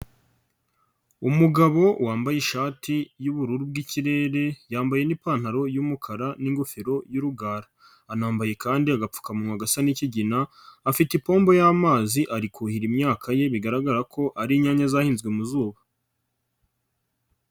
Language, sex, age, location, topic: Kinyarwanda, male, 25-35, Nyagatare, agriculture